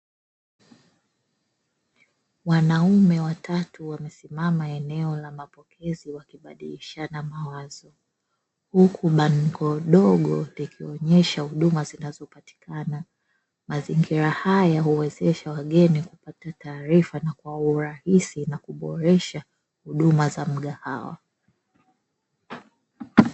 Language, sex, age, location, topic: Swahili, female, 18-24, Dar es Salaam, finance